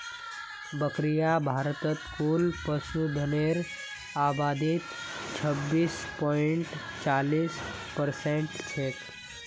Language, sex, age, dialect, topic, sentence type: Magahi, male, 18-24, Northeastern/Surjapuri, agriculture, statement